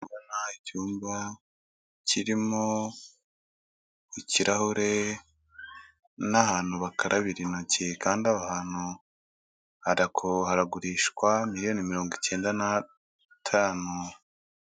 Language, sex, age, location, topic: Kinyarwanda, male, 25-35, Kigali, finance